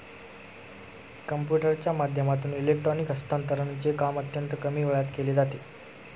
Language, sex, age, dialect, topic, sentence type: Marathi, male, 25-30, Standard Marathi, banking, statement